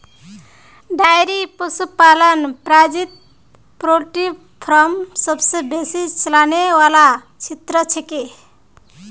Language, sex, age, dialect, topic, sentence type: Magahi, female, 18-24, Northeastern/Surjapuri, agriculture, statement